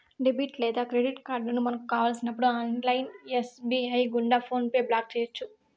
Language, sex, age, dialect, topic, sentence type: Telugu, female, 56-60, Southern, banking, statement